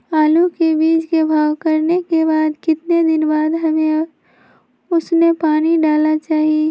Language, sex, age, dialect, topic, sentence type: Magahi, female, 18-24, Western, agriculture, question